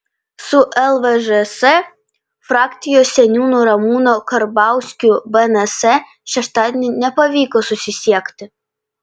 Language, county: Lithuanian, Panevėžys